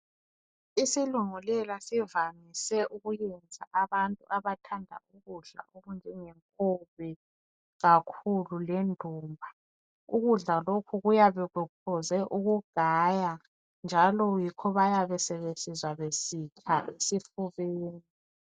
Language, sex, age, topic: North Ndebele, female, 25-35, health